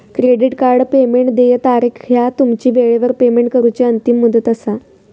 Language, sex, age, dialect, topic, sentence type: Marathi, female, 18-24, Southern Konkan, banking, statement